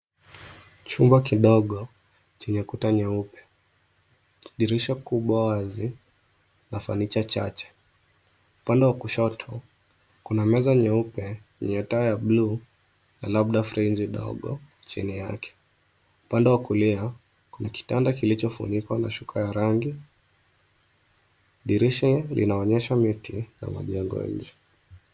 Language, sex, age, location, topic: Swahili, male, 25-35, Nairobi, education